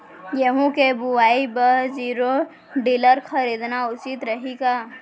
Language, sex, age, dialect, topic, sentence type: Chhattisgarhi, female, 18-24, Central, agriculture, question